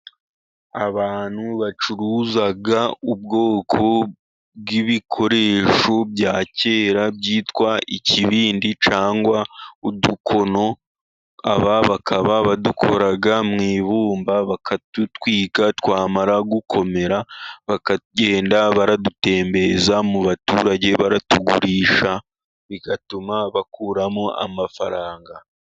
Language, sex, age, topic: Kinyarwanda, male, 36-49, government